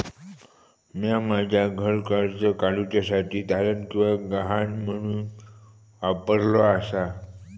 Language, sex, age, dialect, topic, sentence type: Marathi, male, 25-30, Southern Konkan, banking, statement